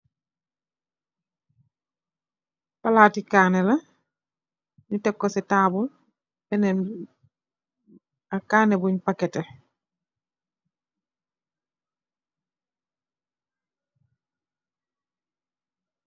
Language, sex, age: Wolof, female, 36-49